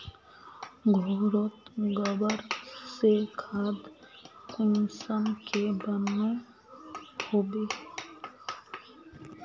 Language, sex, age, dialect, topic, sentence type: Magahi, female, 25-30, Northeastern/Surjapuri, agriculture, question